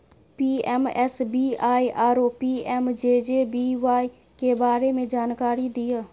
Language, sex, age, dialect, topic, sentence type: Maithili, female, 18-24, Bajjika, banking, question